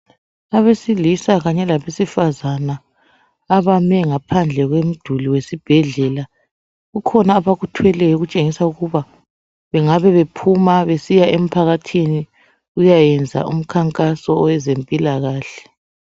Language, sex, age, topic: North Ndebele, male, 36-49, health